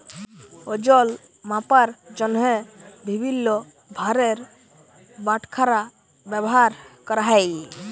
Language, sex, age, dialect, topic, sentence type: Bengali, male, 18-24, Jharkhandi, agriculture, statement